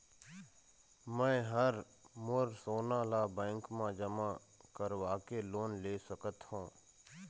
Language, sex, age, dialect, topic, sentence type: Chhattisgarhi, male, 31-35, Eastern, banking, question